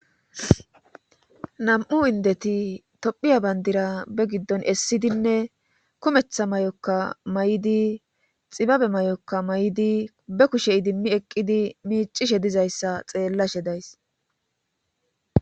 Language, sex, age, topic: Gamo, male, 18-24, government